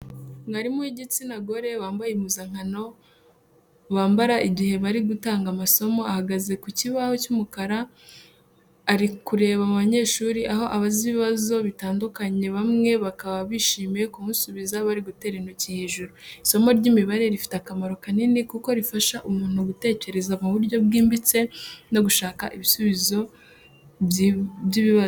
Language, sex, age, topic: Kinyarwanda, female, 18-24, education